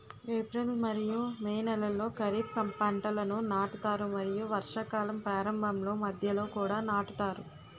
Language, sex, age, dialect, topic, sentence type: Telugu, female, 18-24, Utterandhra, agriculture, statement